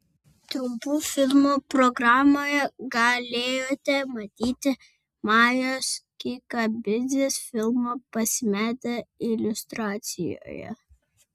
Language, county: Lithuanian, Vilnius